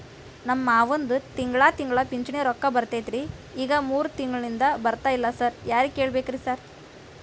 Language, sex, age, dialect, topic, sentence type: Kannada, female, 18-24, Dharwad Kannada, banking, question